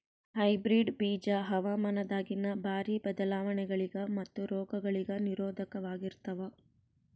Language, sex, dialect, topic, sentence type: Kannada, female, Northeastern, agriculture, statement